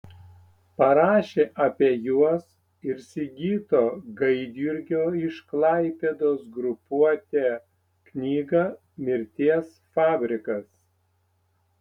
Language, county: Lithuanian, Panevėžys